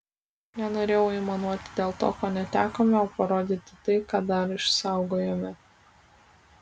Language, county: Lithuanian, Kaunas